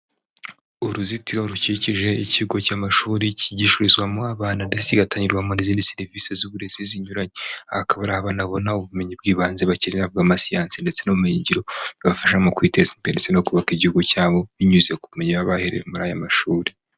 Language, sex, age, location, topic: Kinyarwanda, male, 25-35, Huye, education